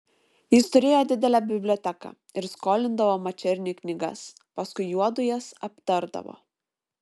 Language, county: Lithuanian, Šiauliai